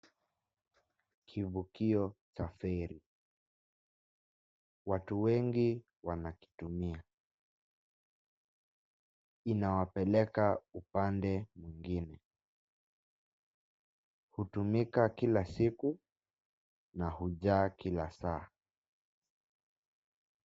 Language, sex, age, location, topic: Swahili, male, 18-24, Mombasa, government